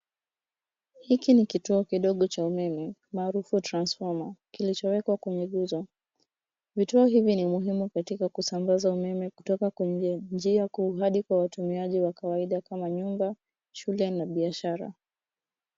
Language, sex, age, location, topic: Swahili, female, 18-24, Nairobi, government